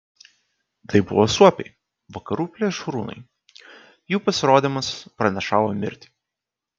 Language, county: Lithuanian, Kaunas